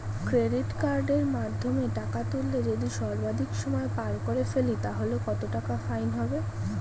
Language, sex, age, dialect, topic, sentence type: Bengali, female, 31-35, Standard Colloquial, banking, question